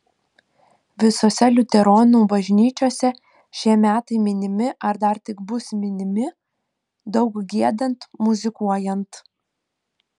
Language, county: Lithuanian, Panevėžys